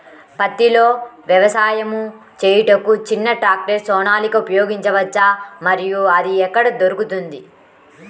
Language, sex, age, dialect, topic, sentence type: Telugu, female, 18-24, Central/Coastal, agriculture, question